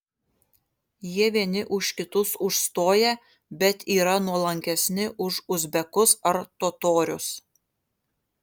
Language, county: Lithuanian, Kaunas